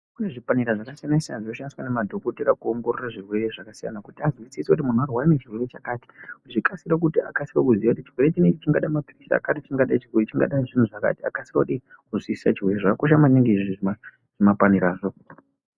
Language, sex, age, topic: Ndau, male, 18-24, health